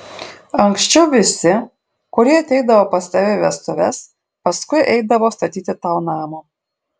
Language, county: Lithuanian, Šiauliai